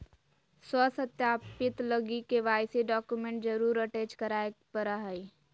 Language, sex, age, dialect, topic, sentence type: Magahi, female, 18-24, Southern, banking, statement